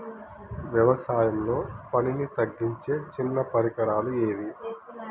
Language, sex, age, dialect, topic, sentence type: Telugu, male, 31-35, Telangana, agriculture, question